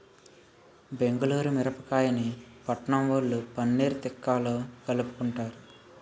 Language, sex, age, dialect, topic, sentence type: Telugu, male, 18-24, Utterandhra, agriculture, statement